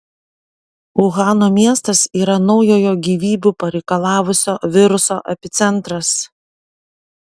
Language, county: Lithuanian, Panevėžys